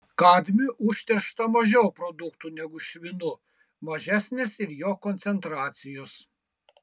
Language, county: Lithuanian, Kaunas